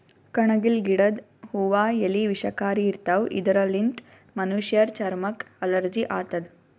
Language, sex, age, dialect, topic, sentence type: Kannada, female, 18-24, Northeastern, agriculture, statement